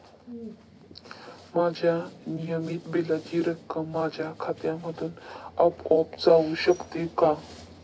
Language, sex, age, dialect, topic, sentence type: Marathi, male, 18-24, Standard Marathi, banking, question